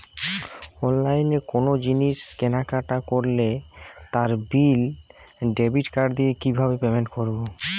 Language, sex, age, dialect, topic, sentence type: Bengali, male, 18-24, Jharkhandi, banking, question